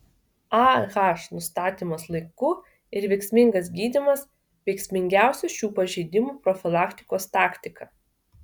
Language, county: Lithuanian, Vilnius